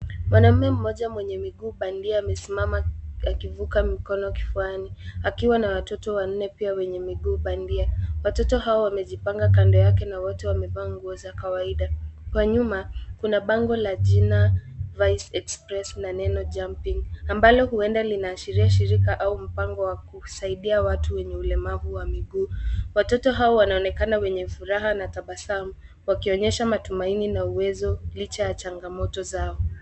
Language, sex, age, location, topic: Swahili, female, 18-24, Nairobi, education